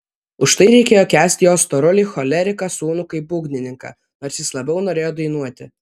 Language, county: Lithuanian, Vilnius